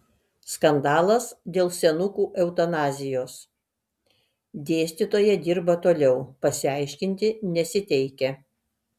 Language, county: Lithuanian, Kaunas